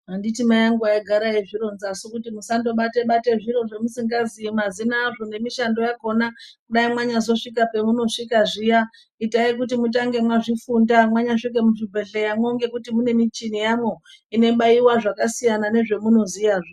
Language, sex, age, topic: Ndau, female, 25-35, health